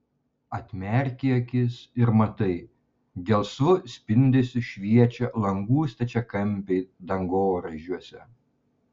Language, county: Lithuanian, Panevėžys